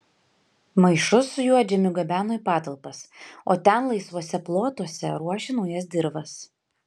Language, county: Lithuanian, Panevėžys